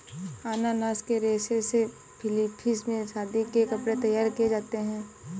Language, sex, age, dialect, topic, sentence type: Hindi, female, 18-24, Awadhi Bundeli, agriculture, statement